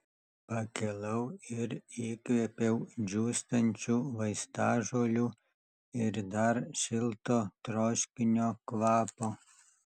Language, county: Lithuanian, Alytus